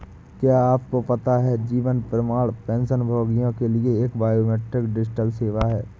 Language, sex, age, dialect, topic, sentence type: Hindi, male, 60-100, Awadhi Bundeli, banking, statement